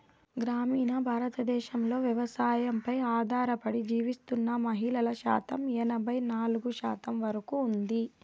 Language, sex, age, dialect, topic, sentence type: Telugu, female, 18-24, Southern, agriculture, statement